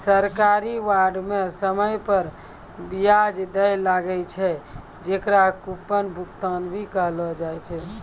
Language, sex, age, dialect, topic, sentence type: Maithili, male, 60-100, Angika, banking, statement